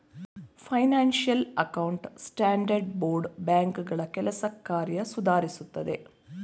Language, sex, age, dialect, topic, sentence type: Kannada, female, 41-45, Mysore Kannada, banking, statement